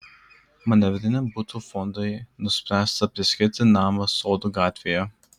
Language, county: Lithuanian, Klaipėda